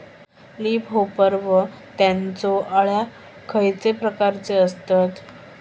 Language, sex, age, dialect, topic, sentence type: Marathi, female, 18-24, Southern Konkan, agriculture, question